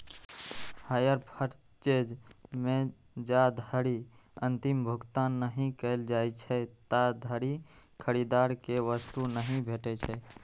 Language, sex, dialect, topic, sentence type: Maithili, male, Eastern / Thethi, banking, statement